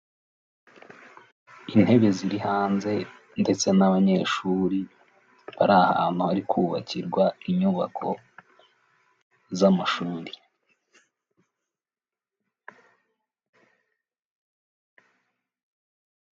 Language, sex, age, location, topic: Kinyarwanda, male, 18-24, Nyagatare, government